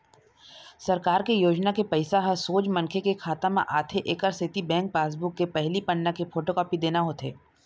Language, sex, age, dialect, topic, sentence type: Chhattisgarhi, female, 31-35, Eastern, banking, statement